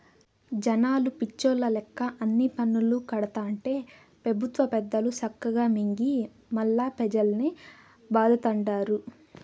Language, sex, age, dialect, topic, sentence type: Telugu, female, 18-24, Southern, banking, statement